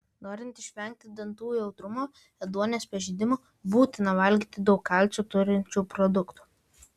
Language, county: Lithuanian, Vilnius